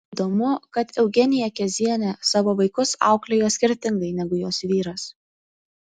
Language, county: Lithuanian, Utena